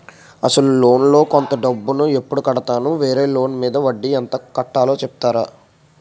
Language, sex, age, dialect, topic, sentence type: Telugu, male, 51-55, Utterandhra, banking, question